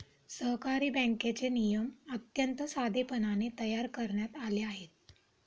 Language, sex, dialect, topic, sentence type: Marathi, female, Standard Marathi, banking, statement